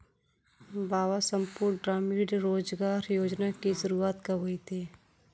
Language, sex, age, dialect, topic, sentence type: Hindi, male, 60-100, Kanauji Braj Bhasha, banking, statement